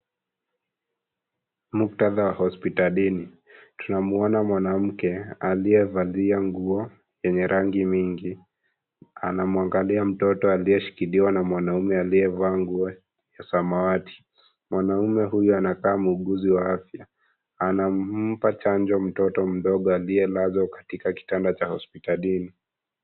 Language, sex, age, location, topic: Swahili, female, 25-35, Kisii, health